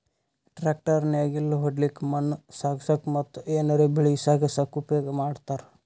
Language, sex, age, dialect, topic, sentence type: Kannada, male, 18-24, Northeastern, agriculture, statement